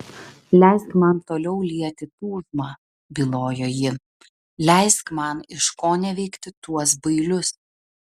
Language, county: Lithuanian, Vilnius